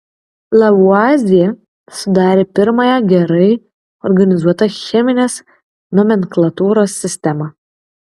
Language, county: Lithuanian, Kaunas